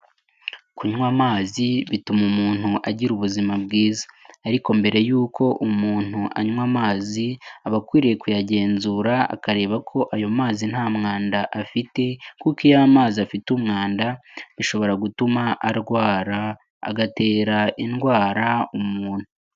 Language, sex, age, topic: Kinyarwanda, male, 18-24, health